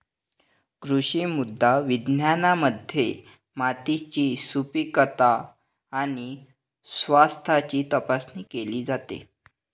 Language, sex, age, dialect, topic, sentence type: Marathi, male, 60-100, Northern Konkan, agriculture, statement